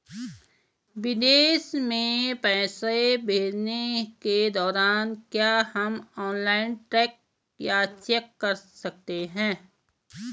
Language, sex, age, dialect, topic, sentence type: Hindi, female, 41-45, Garhwali, banking, question